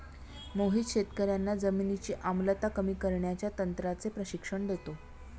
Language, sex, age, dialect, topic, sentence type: Marathi, female, 31-35, Standard Marathi, agriculture, statement